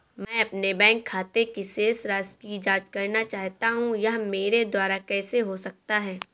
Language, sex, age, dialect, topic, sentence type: Hindi, female, 18-24, Awadhi Bundeli, banking, question